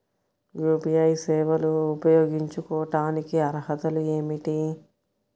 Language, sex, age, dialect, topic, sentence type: Telugu, female, 56-60, Central/Coastal, banking, question